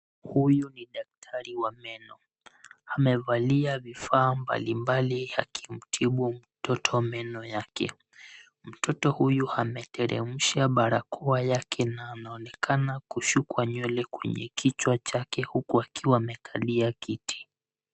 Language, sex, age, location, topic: Swahili, male, 18-24, Nairobi, health